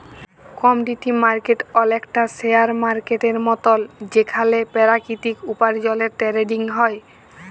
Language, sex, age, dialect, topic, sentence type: Bengali, female, 18-24, Jharkhandi, banking, statement